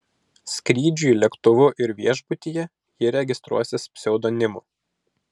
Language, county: Lithuanian, Vilnius